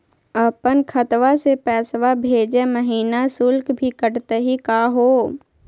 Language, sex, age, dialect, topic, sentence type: Magahi, female, 18-24, Southern, banking, question